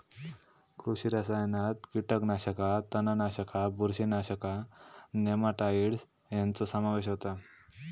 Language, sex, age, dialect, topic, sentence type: Marathi, male, 18-24, Southern Konkan, agriculture, statement